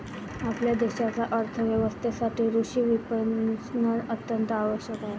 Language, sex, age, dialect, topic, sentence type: Marathi, female, 18-24, Varhadi, agriculture, statement